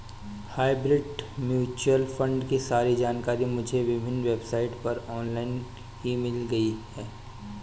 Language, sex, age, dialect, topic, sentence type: Hindi, male, 25-30, Awadhi Bundeli, banking, statement